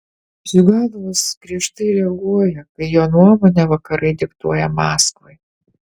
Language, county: Lithuanian, Utena